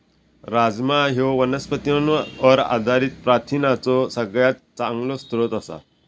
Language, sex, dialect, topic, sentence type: Marathi, male, Southern Konkan, agriculture, statement